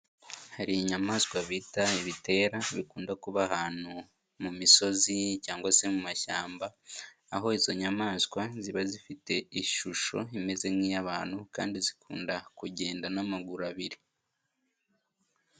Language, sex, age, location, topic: Kinyarwanda, male, 18-24, Nyagatare, agriculture